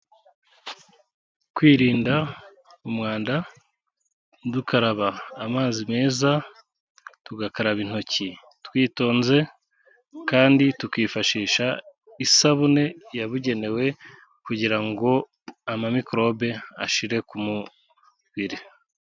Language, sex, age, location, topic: Kinyarwanda, male, 36-49, Kigali, health